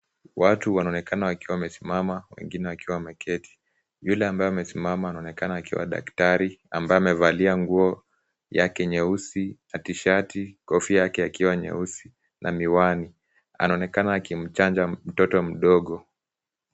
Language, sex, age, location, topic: Swahili, male, 18-24, Kisumu, health